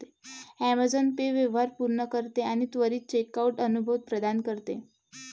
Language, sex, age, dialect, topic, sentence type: Marathi, female, 18-24, Varhadi, banking, statement